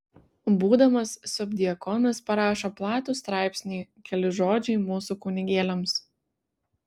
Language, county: Lithuanian, Vilnius